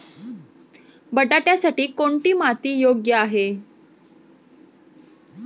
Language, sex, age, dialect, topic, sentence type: Marathi, female, 25-30, Standard Marathi, agriculture, question